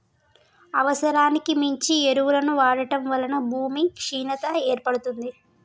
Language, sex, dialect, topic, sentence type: Telugu, female, Telangana, agriculture, statement